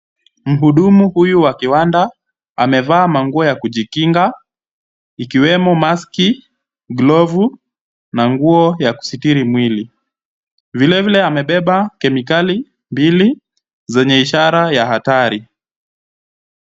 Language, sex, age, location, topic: Swahili, male, 25-35, Kisumu, health